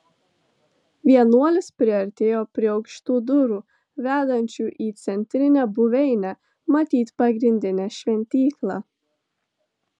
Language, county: Lithuanian, Tauragė